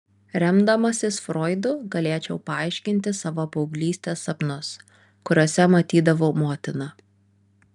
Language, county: Lithuanian, Vilnius